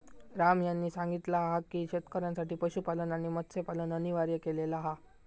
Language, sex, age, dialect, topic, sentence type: Marathi, male, 25-30, Southern Konkan, agriculture, statement